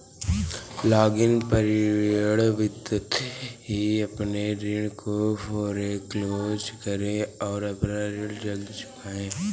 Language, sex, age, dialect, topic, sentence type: Hindi, male, 36-40, Awadhi Bundeli, banking, statement